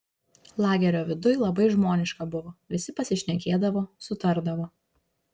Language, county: Lithuanian, Šiauliai